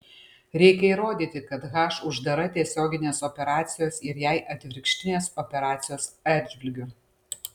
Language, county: Lithuanian, Panevėžys